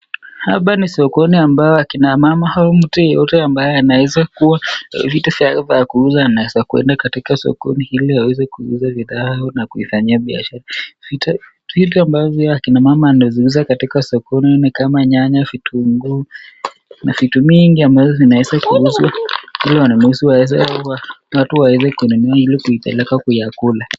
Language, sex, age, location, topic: Swahili, male, 18-24, Nakuru, finance